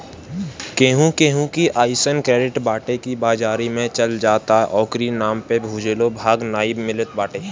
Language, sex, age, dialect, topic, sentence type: Bhojpuri, male, <18, Northern, banking, statement